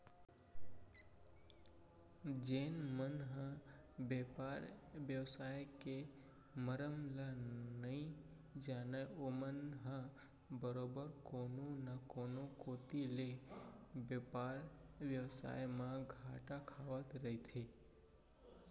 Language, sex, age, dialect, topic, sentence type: Chhattisgarhi, male, 25-30, Central, banking, statement